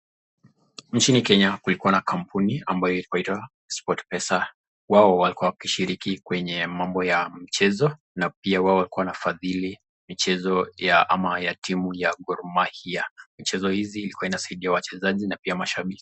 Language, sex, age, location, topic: Swahili, male, 25-35, Nakuru, government